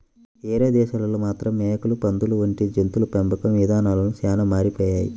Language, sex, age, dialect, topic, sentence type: Telugu, male, 25-30, Central/Coastal, agriculture, statement